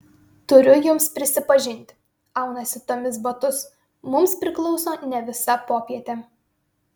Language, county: Lithuanian, Vilnius